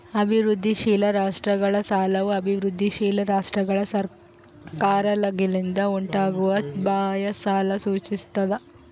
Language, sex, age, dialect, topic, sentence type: Kannada, female, 36-40, Central, banking, statement